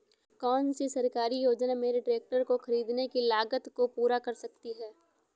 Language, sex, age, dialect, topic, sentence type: Hindi, female, 18-24, Awadhi Bundeli, agriculture, question